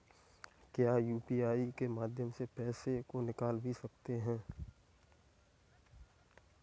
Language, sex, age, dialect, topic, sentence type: Hindi, male, 18-24, Kanauji Braj Bhasha, banking, question